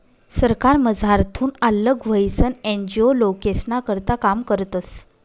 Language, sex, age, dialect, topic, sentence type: Marathi, female, 25-30, Northern Konkan, banking, statement